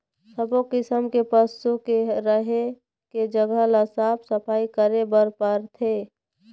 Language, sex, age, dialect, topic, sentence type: Chhattisgarhi, female, 60-100, Eastern, agriculture, statement